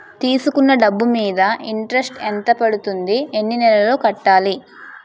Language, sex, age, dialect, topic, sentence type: Telugu, female, 25-30, Utterandhra, banking, question